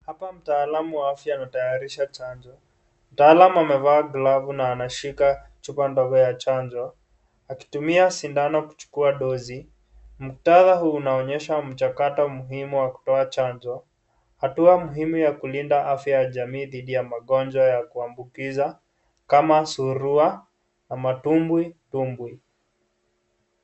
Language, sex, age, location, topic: Swahili, male, 18-24, Kisii, health